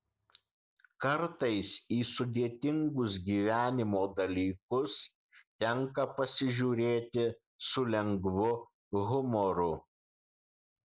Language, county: Lithuanian, Kaunas